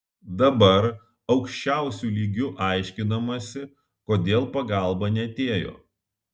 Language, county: Lithuanian, Alytus